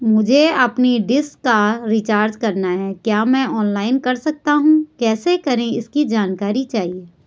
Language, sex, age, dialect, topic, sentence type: Hindi, female, 41-45, Garhwali, banking, question